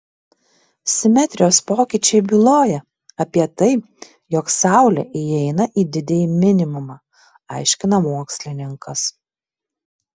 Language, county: Lithuanian, Vilnius